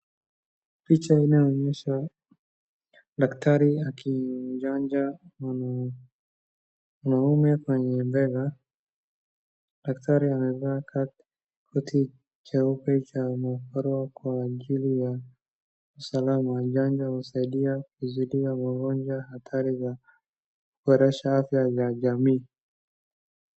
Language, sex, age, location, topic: Swahili, male, 18-24, Wajir, health